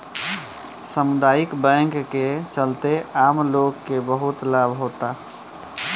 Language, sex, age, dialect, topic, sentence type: Bhojpuri, male, 18-24, Southern / Standard, banking, statement